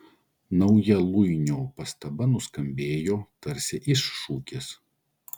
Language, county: Lithuanian, Klaipėda